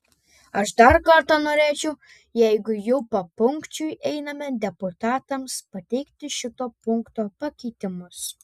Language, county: Lithuanian, Panevėžys